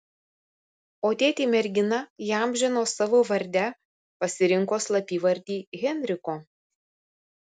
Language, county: Lithuanian, Vilnius